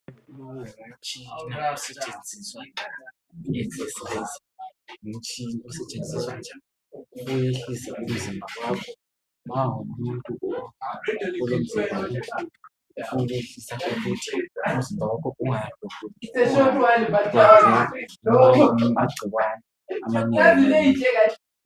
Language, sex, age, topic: North Ndebele, female, 50+, health